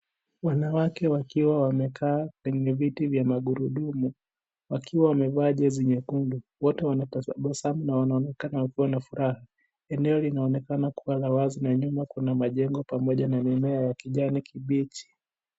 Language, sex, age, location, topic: Swahili, male, 18-24, Kisii, education